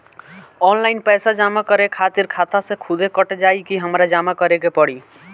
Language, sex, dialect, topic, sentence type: Bhojpuri, male, Northern, banking, question